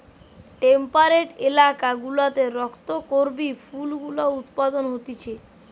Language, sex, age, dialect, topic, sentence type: Bengali, male, 25-30, Western, agriculture, statement